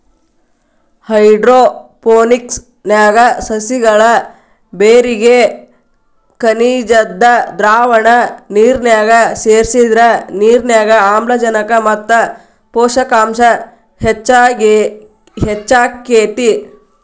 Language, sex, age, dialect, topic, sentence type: Kannada, female, 31-35, Dharwad Kannada, agriculture, statement